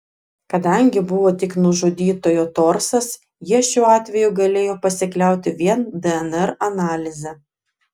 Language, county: Lithuanian, Klaipėda